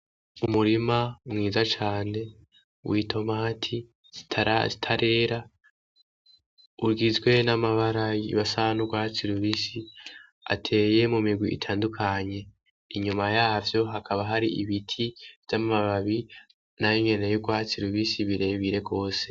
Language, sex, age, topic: Rundi, female, 18-24, agriculture